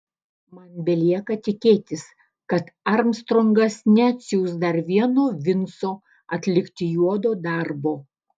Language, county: Lithuanian, Alytus